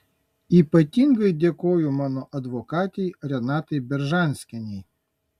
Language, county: Lithuanian, Kaunas